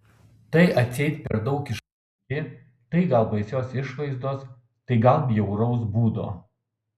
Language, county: Lithuanian, Kaunas